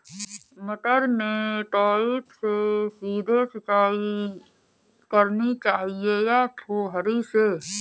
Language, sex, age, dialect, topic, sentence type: Hindi, female, 31-35, Awadhi Bundeli, agriculture, question